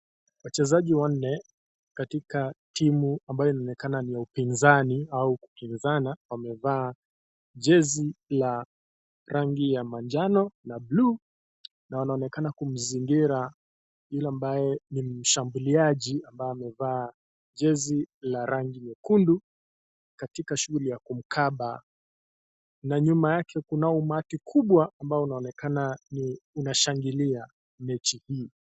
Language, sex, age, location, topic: Swahili, male, 25-35, Kisii, government